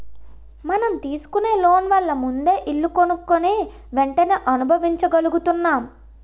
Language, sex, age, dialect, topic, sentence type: Telugu, female, 18-24, Utterandhra, banking, statement